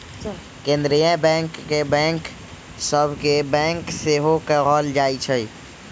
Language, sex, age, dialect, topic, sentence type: Magahi, female, 36-40, Western, banking, statement